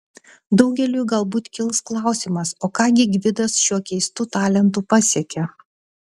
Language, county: Lithuanian, Klaipėda